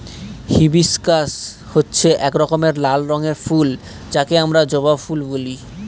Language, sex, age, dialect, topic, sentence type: Bengali, male, 18-24, Northern/Varendri, agriculture, statement